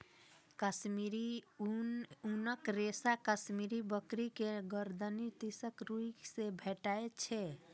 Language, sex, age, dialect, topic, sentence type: Maithili, female, 25-30, Eastern / Thethi, agriculture, statement